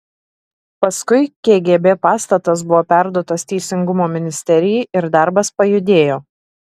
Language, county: Lithuanian, Šiauliai